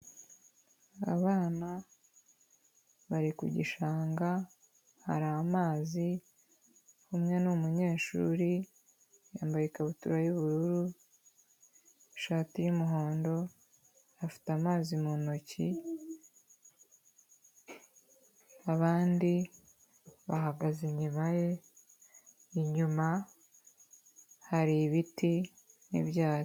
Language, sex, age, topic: Kinyarwanda, female, 25-35, health